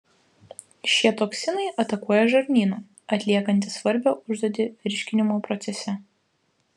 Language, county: Lithuanian, Vilnius